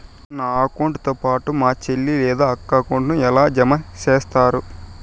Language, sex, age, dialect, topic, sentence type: Telugu, male, 18-24, Southern, banking, question